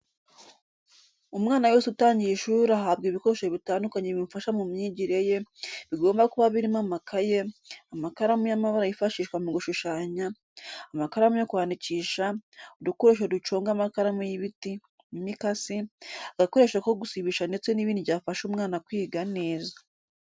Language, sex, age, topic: Kinyarwanda, female, 25-35, education